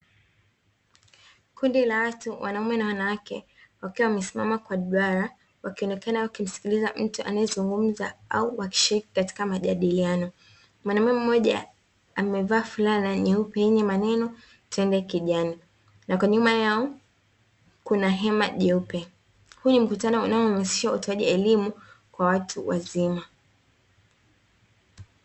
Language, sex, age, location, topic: Swahili, female, 18-24, Dar es Salaam, education